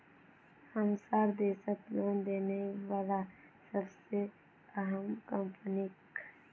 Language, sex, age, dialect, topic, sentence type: Magahi, female, 18-24, Northeastern/Surjapuri, banking, statement